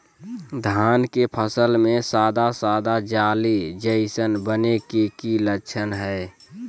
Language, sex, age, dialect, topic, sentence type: Magahi, male, 25-30, Southern, agriculture, question